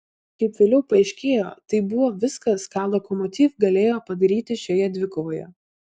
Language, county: Lithuanian, Vilnius